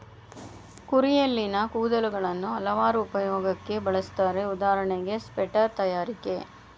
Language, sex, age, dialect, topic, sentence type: Kannada, female, 31-35, Mysore Kannada, agriculture, statement